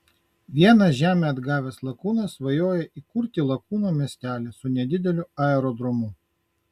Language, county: Lithuanian, Kaunas